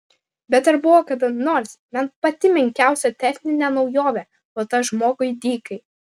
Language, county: Lithuanian, Klaipėda